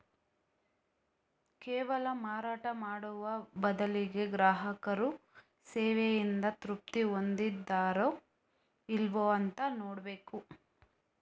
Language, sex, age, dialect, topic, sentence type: Kannada, female, 18-24, Coastal/Dakshin, banking, statement